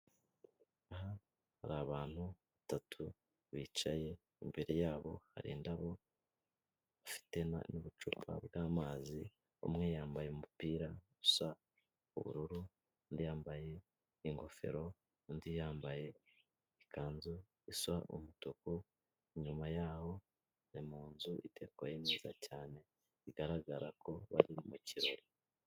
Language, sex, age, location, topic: Kinyarwanda, male, 25-35, Kigali, government